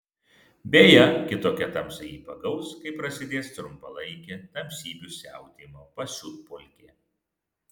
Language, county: Lithuanian, Vilnius